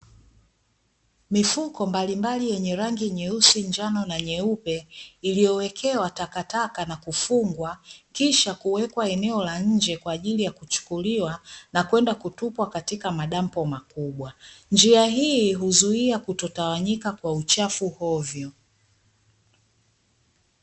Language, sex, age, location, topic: Swahili, female, 25-35, Dar es Salaam, government